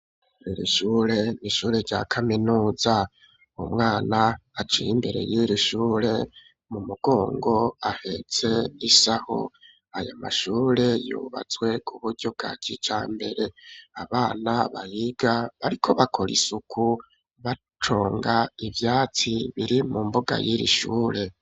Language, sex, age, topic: Rundi, male, 25-35, education